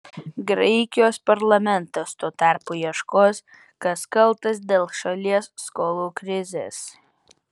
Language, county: Lithuanian, Vilnius